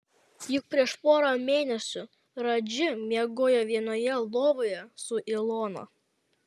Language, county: Lithuanian, Kaunas